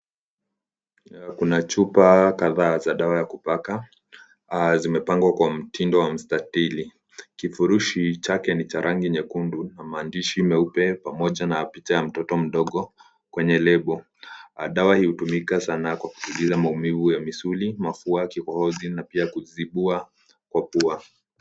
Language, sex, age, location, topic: Swahili, male, 18-24, Nairobi, health